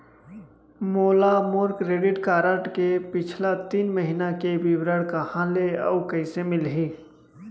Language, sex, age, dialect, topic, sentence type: Chhattisgarhi, male, 25-30, Central, banking, question